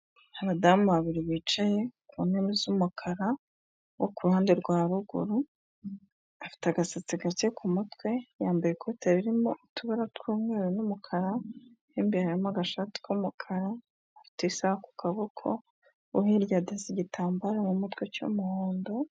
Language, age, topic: Kinyarwanda, 25-35, health